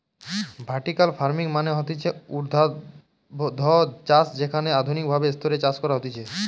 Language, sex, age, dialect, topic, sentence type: Bengali, female, 18-24, Western, agriculture, statement